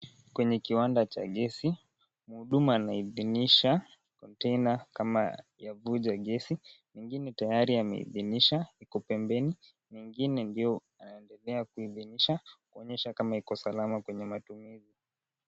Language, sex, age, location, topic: Swahili, male, 18-24, Kisii, health